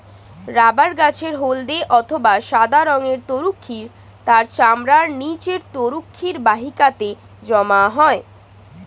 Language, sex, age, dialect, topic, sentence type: Bengali, female, 18-24, Standard Colloquial, agriculture, statement